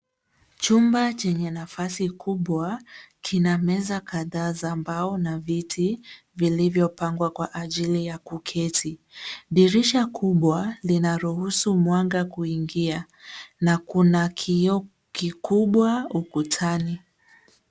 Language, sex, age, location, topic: Swahili, female, 36-49, Nairobi, education